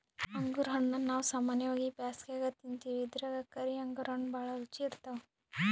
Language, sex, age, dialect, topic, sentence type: Kannada, female, 18-24, Northeastern, agriculture, statement